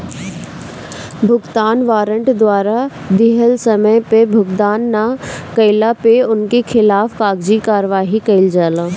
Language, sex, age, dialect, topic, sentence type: Bhojpuri, female, 18-24, Northern, banking, statement